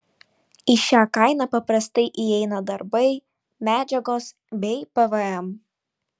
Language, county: Lithuanian, Vilnius